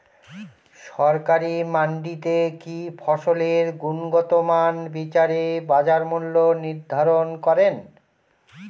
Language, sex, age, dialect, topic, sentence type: Bengali, male, 46-50, Northern/Varendri, agriculture, question